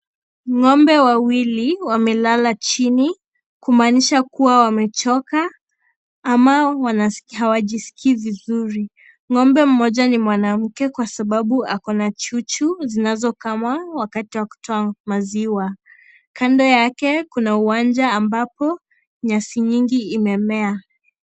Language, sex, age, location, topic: Swahili, female, 25-35, Kisii, agriculture